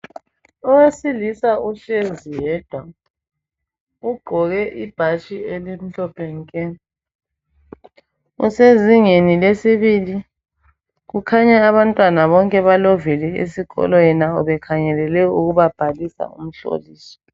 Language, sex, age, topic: North Ndebele, female, 25-35, education